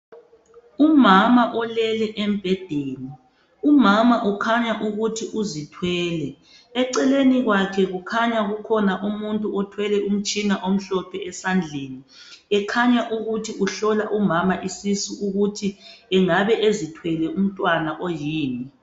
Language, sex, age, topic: North Ndebele, male, 36-49, health